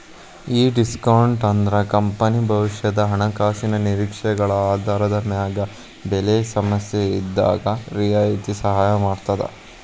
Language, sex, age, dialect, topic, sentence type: Kannada, male, 18-24, Dharwad Kannada, banking, statement